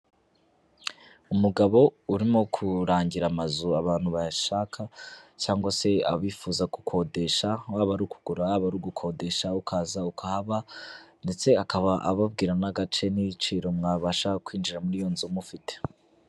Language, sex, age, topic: Kinyarwanda, male, 25-35, finance